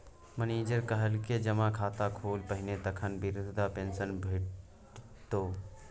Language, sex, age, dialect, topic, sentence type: Maithili, male, 25-30, Bajjika, banking, statement